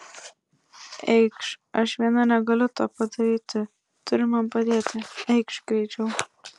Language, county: Lithuanian, Klaipėda